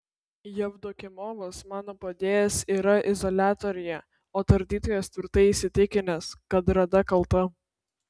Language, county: Lithuanian, Vilnius